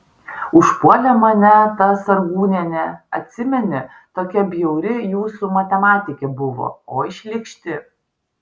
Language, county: Lithuanian, Vilnius